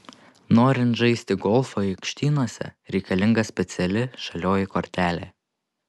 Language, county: Lithuanian, Panevėžys